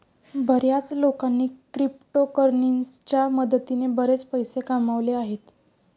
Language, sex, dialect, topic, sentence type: Marathi, female, Standard Marathi, banking, statement